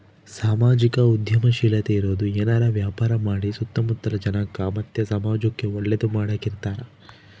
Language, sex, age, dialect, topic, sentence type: Kannada, male, 25-30, Central, banking, statement